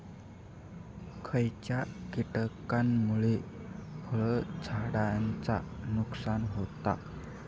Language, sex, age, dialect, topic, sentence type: Marathi, male, 18-24, Southern Konkan, agriculture, question